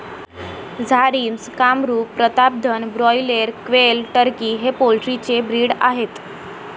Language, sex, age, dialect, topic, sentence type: Marathi, female, <18, Varhadi, agriculture, statement